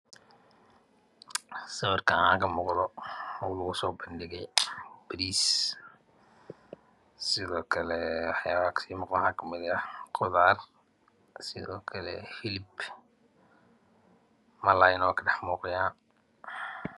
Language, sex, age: Somali, male, 25-35